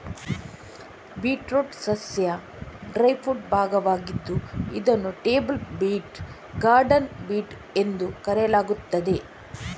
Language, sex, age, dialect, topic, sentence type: Kannada, female, 18-24, Coastal/Dakshin, agriculture, statement